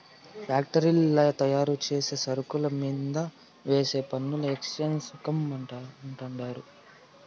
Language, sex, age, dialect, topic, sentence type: Telugu, male, 18-24, Southern, banking, statement